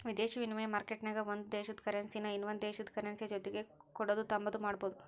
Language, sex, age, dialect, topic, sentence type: Kannada, male, 60-100, Central, banking, statement